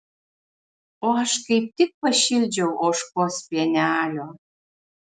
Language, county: Lithuanian, Marijampolė